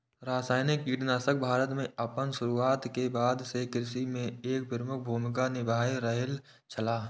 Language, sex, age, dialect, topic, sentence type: Maithili, male, 18-24, Eastern / Thethi, agriculture, statement